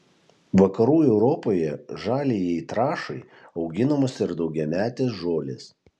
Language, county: Lithuanian, Kaunas